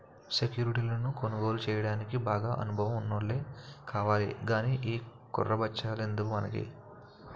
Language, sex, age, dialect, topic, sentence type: Telugu, male, 18-24, Utterandhra, banking, statement